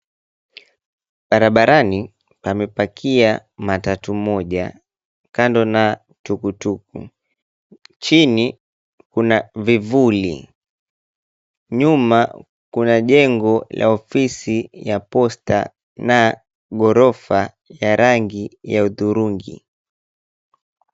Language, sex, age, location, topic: Swahili, male, 25-35, Mombasa, government